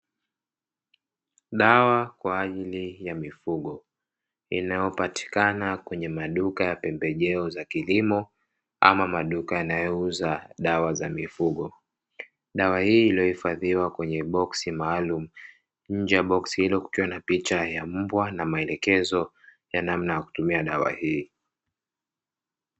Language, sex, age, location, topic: Swahili, male, 25-35, Dar es Salaam, agriculture